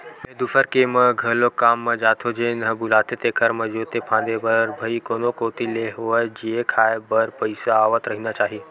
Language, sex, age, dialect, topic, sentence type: Chhattisgarhi, male, 18-24, Western/Budati/Khatahi, banking, statement